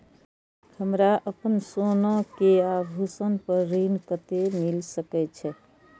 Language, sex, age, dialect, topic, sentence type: Maithili, female, 41-45, Eastern / Thethi, banking, statement